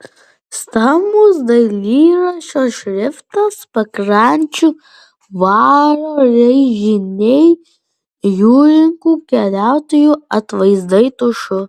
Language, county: Lithuanian, Vilnius